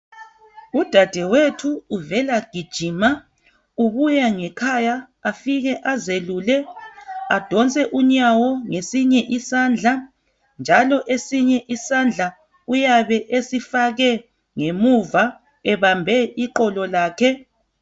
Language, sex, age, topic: North Ndebele, female, 36-49, health